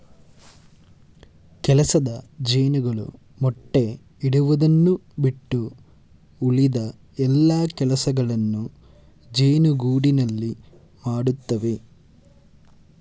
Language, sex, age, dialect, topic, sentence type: Kannada, male, 18-24, Mysore Kannada, agriculture, statement